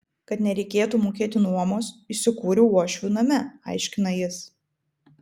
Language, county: Lithuanian, Vilnius